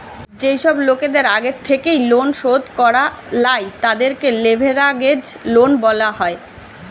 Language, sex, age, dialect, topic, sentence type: Bengali, female, 25-30, Western, banking, statement